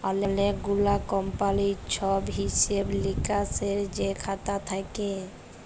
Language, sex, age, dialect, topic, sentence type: Bengali, male, 36-40, Jharkhandi, banking, statement